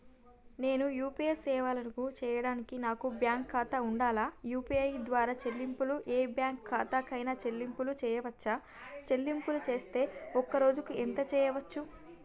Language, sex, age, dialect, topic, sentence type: Telugu, female, 18-24, Telangana, banking, question